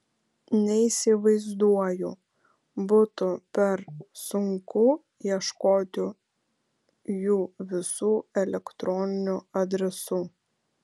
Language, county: Lithuanian, Vilnius